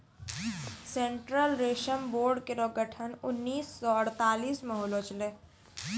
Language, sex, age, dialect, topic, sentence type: Maithili, female, 25-30, Angika, agriculture, statement